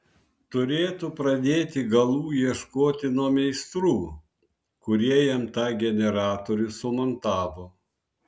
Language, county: Lithuanian, Vilnius